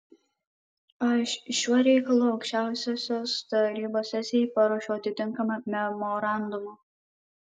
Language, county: Lithuanian, Kaunas